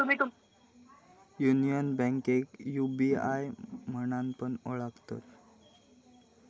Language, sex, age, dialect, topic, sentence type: Marathi, male, 18-24, Southern Konkan, banking, statement